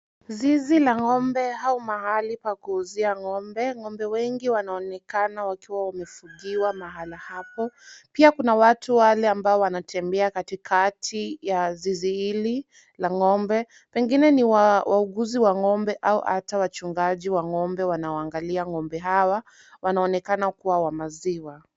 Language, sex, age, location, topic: Swahili, female, 18-24, Kisumu, agriculture